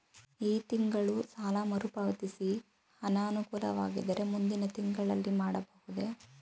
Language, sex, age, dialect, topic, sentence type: Kannada, female, 18-24, Mysore Kannada, banking, question